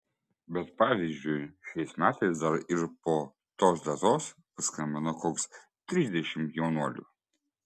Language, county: Lithuanian, Klaipėda